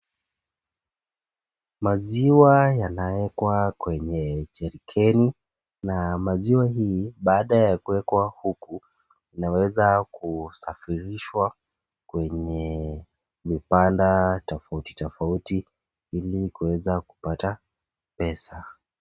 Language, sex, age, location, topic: Swahili, male, 18-24, Nakuru, agriculture